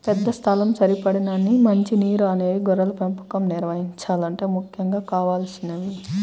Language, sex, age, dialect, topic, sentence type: Telugu, female, 31-35, Central/Coastal, agriculture, statement